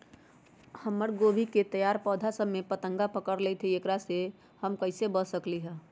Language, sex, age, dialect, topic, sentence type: Magahi, female, 18-24, Western, agriculture, question